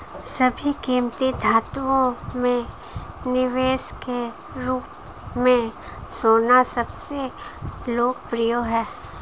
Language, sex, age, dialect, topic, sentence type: Hindi, female, 25-30, Marwari Dhudhari, banking, statement